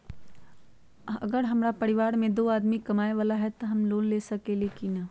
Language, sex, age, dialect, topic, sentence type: Magahi, female, 51-55, Western, banking, question